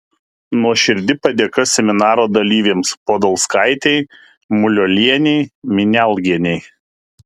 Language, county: Lithuanian, Kaunas